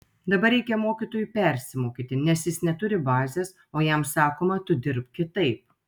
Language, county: Lithuanian, Telšiai